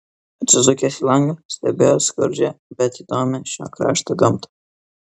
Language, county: Lithuanian, Kaunas